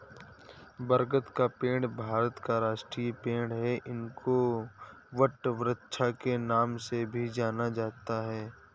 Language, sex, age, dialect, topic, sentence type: Hindi, male, 18-24, Awadhi Bundeli, agriculture, statement